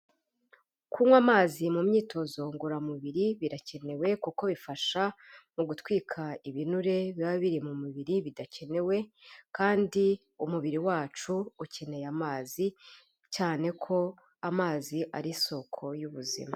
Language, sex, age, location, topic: Kinyarwanda, female, 25-35, Kigali, health